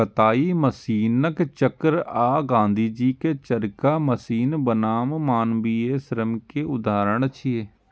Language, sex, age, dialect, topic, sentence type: Maithili, male, 36-40, Eastern / Thethi, agriculture, statement